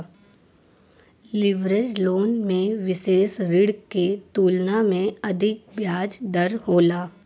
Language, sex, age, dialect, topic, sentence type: Bhojpuri, female, 18-24, Western, banking, statement